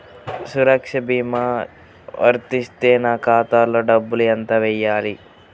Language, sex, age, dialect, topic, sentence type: Telugu, male, 31-35, Central/Coastal, banking, question